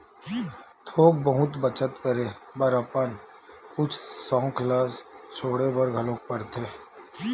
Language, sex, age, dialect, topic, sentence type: Chhattisgarhi, male, 31-35, Western/Budati/Khatahi, banking, statement